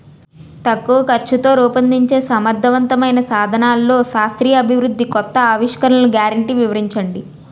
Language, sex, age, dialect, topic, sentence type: Telugu, female, 18-24, Utterandhra, agriculture, question